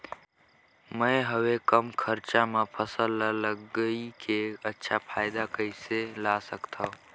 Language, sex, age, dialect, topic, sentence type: Chhattisgarhi, male, 18-24, Northern/Bhandar, agriculture, question